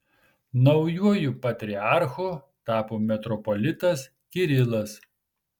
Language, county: Lithuanian, Marijampolė